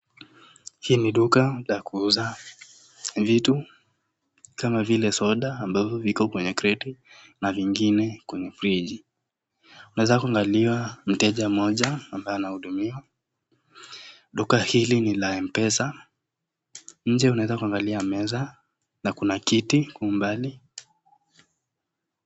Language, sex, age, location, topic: Swahili, male, 18-24, Nakuru, finance